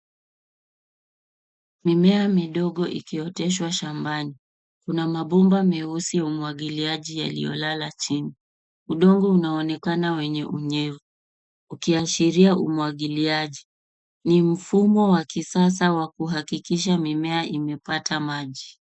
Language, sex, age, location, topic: Swahili, female, 25-35, Nairobi, agriculture